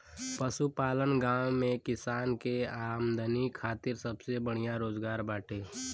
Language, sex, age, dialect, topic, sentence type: Bhojpuri, male, <18, Western, agriculture, statement